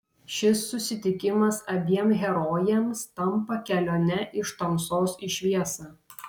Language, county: Lithuanian, Vilnius